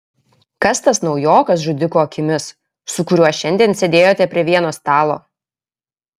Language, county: Lithuanian, Kaunas